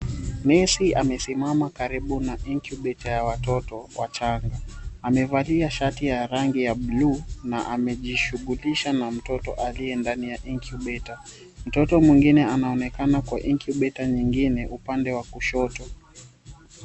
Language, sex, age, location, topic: Swahili, male, 25-35, Mombasa, health